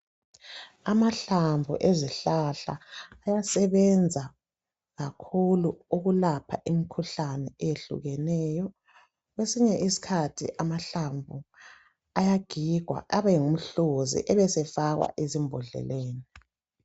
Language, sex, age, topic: North Ndebele, male, 36-49, health